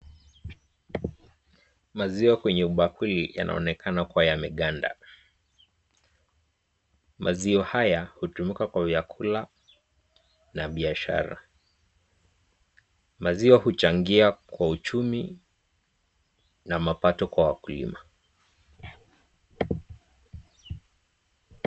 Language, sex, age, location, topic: Swahili, male, 18-24, Nakuru, agriculture